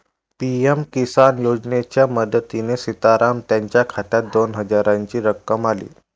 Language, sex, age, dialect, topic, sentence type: Marathi, male, 18-24, Varhadi, agriculture, statement